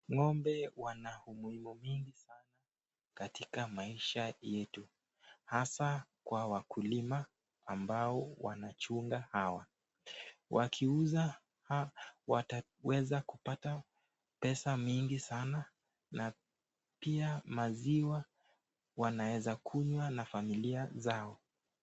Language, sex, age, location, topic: Swahili, male, 18-24, Nakuru, agriculture